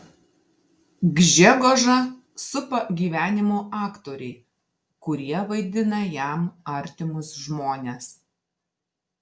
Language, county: Lithuanian, Marijampolė